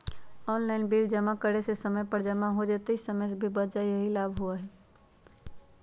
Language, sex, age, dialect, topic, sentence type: Magahi, female, 25-30, Western, banking, question